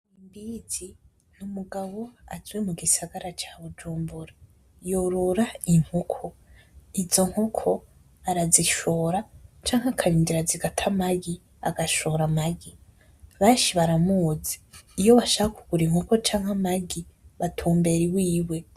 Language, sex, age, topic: Rundi, female, 18-24, agriculture